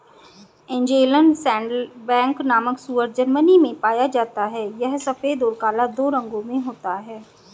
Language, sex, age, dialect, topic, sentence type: Hindi, female, 25-30, Hindustani Malvi Khadi Boli, agriculture, statement